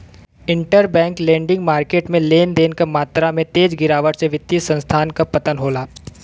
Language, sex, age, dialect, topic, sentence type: Bhojpuri, male, 18-24, Western, banking, statement